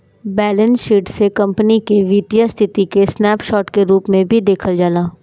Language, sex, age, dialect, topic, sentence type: Bhojpuri, female, 18-24, Northern, banking, statement